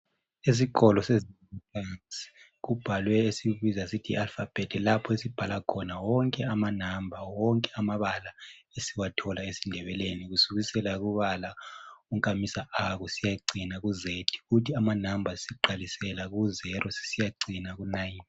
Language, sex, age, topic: North Ndebele, male, 18-24, education